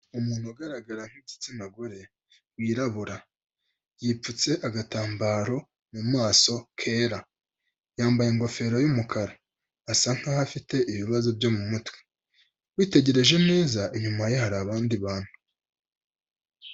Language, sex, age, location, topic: Kinyarwanda, female, 25-35, Kigali, health